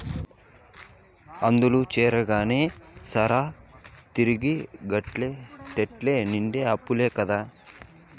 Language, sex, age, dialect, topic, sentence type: Telugu, male, 18-24, Southern, agriculture, statement